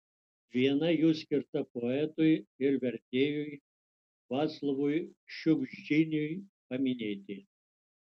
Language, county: Lithuanian, Utena